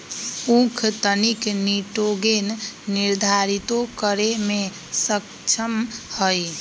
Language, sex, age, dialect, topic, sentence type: Magahi, female, 18-24, Western, agriculture, statement